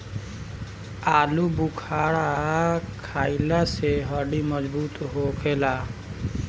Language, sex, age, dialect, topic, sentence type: Bhojpuri, male, 18-24, Northern, agriculture, statement